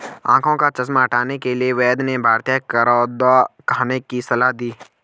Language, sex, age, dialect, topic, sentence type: Hindi, male, 25-30, Garhwali, agriculture, statement